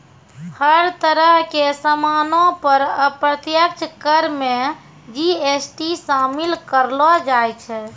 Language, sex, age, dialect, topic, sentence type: Maithili, female, 25-30, Angika, banking, statement